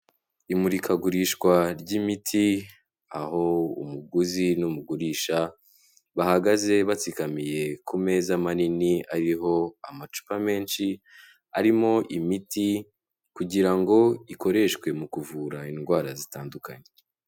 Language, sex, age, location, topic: Kinyarwanda, male, 18-24, Kigali, health